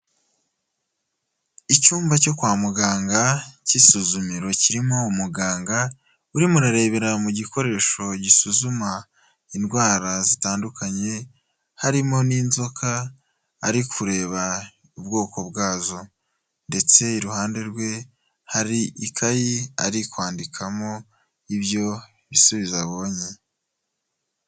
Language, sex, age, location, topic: Kinyarwanda, male, 18-24, Nyagatare, health